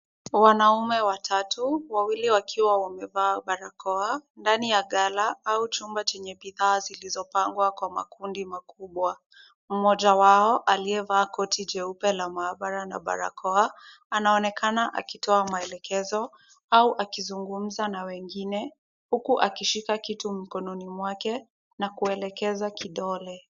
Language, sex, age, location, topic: Swahili, female, 36-49, Kisumu, health